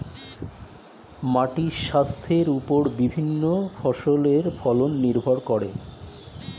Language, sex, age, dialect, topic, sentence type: Bengali, male, 51-55, Standard Colloquial, agriculture, statement